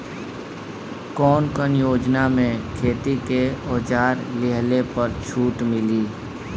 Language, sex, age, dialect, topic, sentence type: Bhojpuri, female, 18-24, Northern, agriculture, question